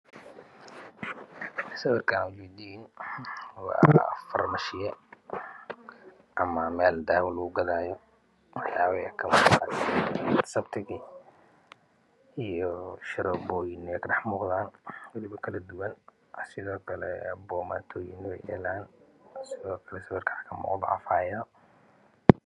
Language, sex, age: Somali, male, 25-35